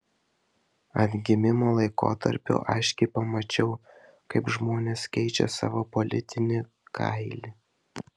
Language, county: Lithuanian, Vilnius